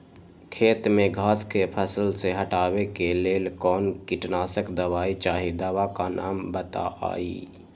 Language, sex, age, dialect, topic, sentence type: Magahi, female, 18-24, Western, agriculture, question